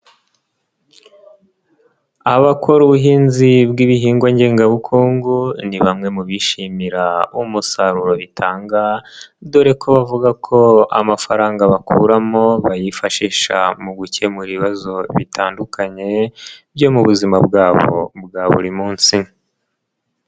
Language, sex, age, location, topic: Kinyarwanda, male, 25-35, Nyagatare, agriculture